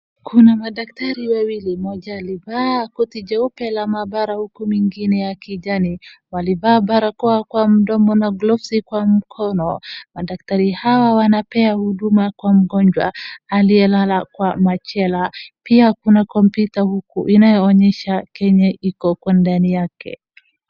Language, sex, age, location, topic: Swahili, female, 25-35, Wajir, health